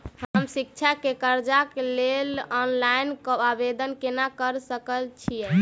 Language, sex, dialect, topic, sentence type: Maithili, female, Southern/Standard, banking, question